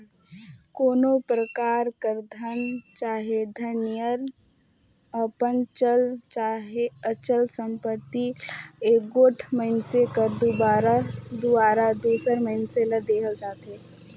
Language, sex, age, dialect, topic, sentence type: Chhattisgarhi, female, 18-24, Northern/Bhandar, banking, statement